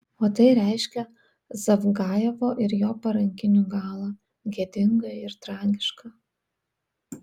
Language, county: Lithuanian, Vilnius